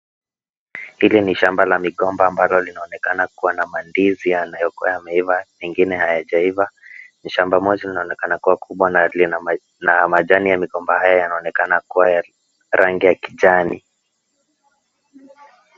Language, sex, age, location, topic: Swahili, male, 18-24, Kisii, agriculture